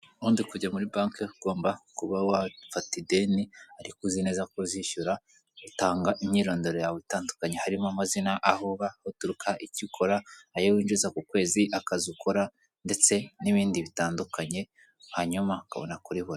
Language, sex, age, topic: Kinyarwanda, female, 25-35, finance